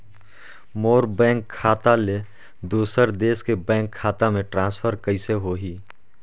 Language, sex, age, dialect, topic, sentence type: Chhattisgarhi, male, 31-35, Northern/Bhandar, banking, question